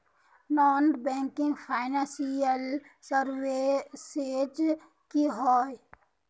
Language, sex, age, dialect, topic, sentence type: Magahi, female, 18-24, Northeastern/Surjapuri, banking, question